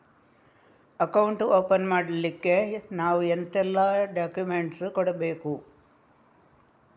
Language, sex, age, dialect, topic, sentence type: Kannada, female, 36-40, Coastal/Dakshin, banking, question